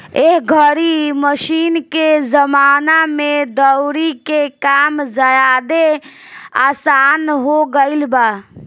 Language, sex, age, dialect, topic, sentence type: Bhojpuri, female, 18-24, Southern / Standard, agriculture, statement